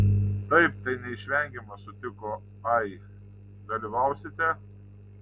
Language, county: Lithuanian, Tauragė